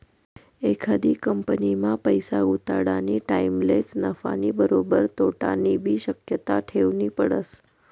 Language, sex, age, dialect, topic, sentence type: Marathi, female, 31-35, Northern Konkan, banking, statement